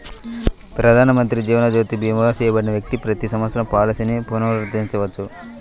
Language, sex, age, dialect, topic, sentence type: Telugu, male, 25-30, Central/Coastal, banking, statement